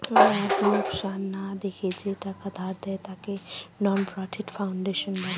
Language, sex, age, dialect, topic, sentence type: Bengali, female, 25-30, Northern/Varendri, banking, statement